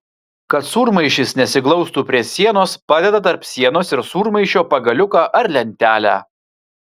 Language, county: Lithuanian, Vilnius